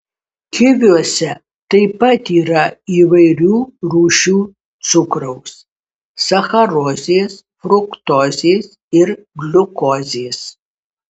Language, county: Lithuanian, Kaunas